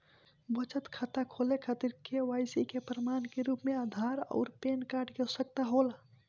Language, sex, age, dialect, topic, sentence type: Bhojpuri, male, <18, Northern, banking, statement